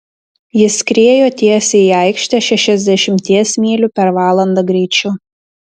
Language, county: Lithuanian, Tauragė